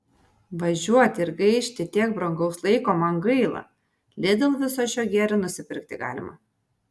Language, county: Lithuanian, Vilnius